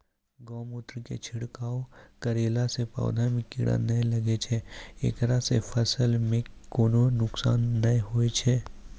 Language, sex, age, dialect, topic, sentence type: Maithili, male, 18-24, Angika, agriculture, question